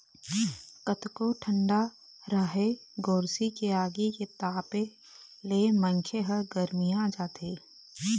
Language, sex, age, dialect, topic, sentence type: Chhattisgarhi, female, 31-35, Eastern, agriculture, statement